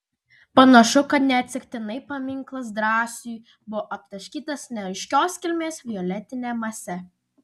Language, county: Lithuanian, Vilnius